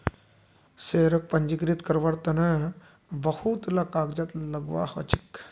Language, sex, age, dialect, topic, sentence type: Magahi, male, 25-30, Northeastern/Surjapuri, banking, statement